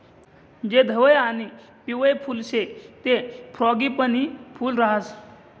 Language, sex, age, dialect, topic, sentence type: Marathi, male, 25-30, Northern Konkan, agriculture, statement